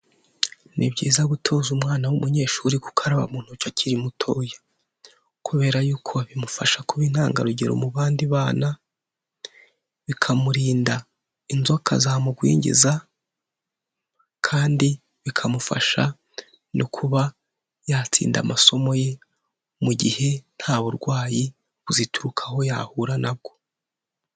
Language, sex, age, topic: Kinyarwanda, male, 18-24, health